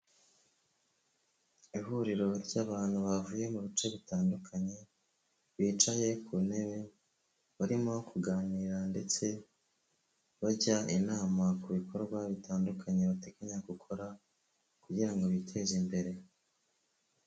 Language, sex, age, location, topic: Kinyarwanda, male, 25-35, Kigali, health